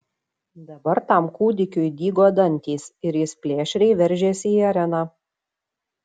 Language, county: Lithuanian, Šiauliai